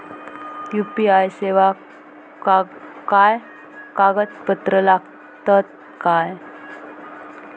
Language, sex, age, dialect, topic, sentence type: Marathi, female, 25-30, Southern Konkan, banking, question